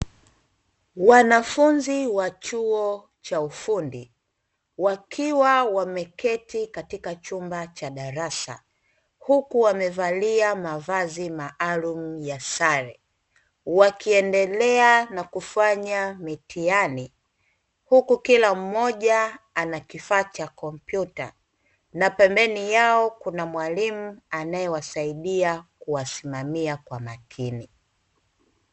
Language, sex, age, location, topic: Swahili, female, 25-35, Dar es Salaam, education